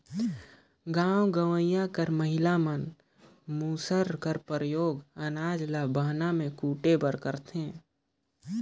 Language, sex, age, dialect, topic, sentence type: Chhattisgarhi, male, 18-24, Northern/Bhandar, agriculture, statement